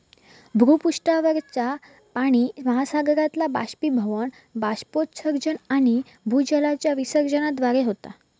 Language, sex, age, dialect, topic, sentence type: Marathi, female, 18-24, Southern Konkan, agriculture, statement